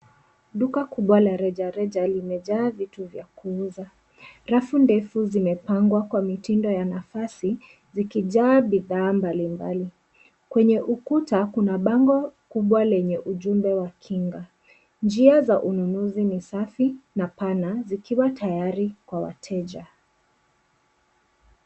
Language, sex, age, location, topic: Swahili, female, 25-35, Nairobi, finance